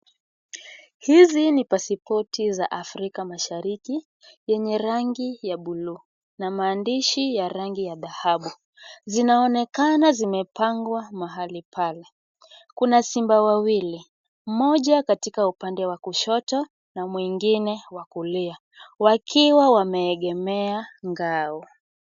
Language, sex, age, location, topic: Swahili, female, 25-35, Kisumu, government